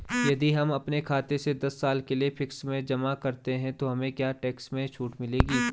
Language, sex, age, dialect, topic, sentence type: Hindi, male, 25-30, Garhwali, banking, question